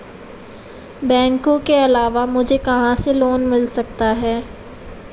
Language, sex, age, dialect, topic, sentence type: Hindi, female, 18-24, Marwari Dhudhari, banking, question